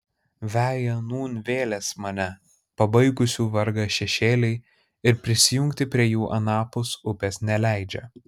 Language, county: Lithuanian, Kaunas